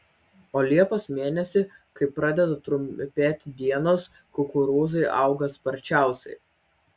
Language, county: Lithuanian, Vilnius